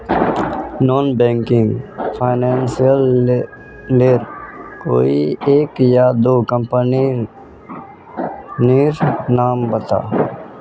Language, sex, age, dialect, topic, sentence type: Magahi, male, 25-30, Northeastern/Surjapuri, banking, question